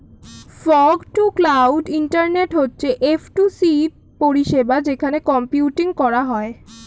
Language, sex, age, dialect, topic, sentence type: Bengali, female, <18, Standard Colloquial, agriculture, statement